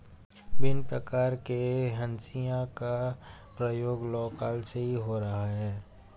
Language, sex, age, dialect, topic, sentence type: Hindi, male, 18-24, Hindustani Malvi Khadi Boli, agriculture, statement